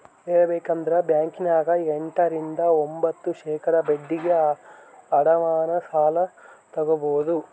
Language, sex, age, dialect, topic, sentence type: Kannada, male, 18-24, Central, banking, statement